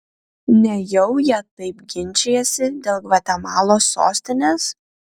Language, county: Lithuanian, Kaunas